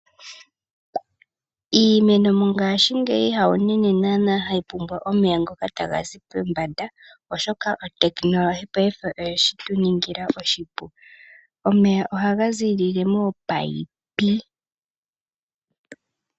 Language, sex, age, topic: Oshiwambo, female, 25-35, agriculture